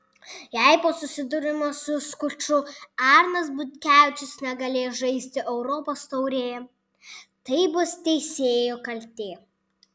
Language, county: Lithuanian, Panevėžys